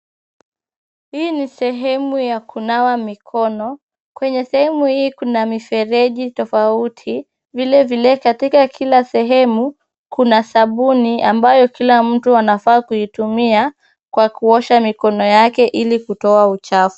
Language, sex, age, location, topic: Swahili, female, 25-35, Kisumu, health